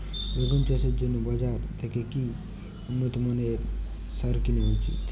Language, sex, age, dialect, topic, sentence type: Bengali, male, 18-24, Jharkhandi, agriculture, question